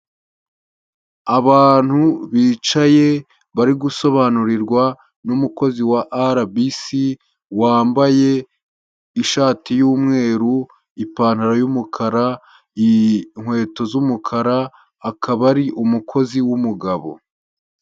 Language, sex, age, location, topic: Kinyarwanda, male, 18-24, Huye, health